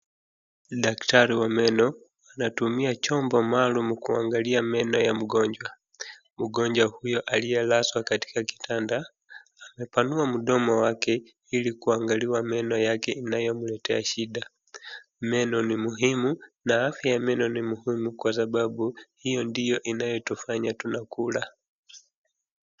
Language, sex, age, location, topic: Swahili, male, 25-35, Wajir, health